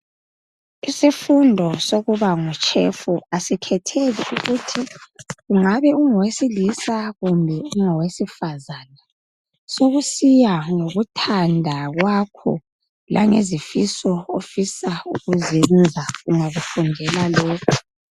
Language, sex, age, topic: North Ndebele, female, 25-35, education